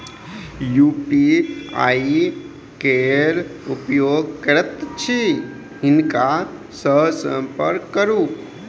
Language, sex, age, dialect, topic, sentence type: Maithili, male, 25-30, Bajjika, banking, statement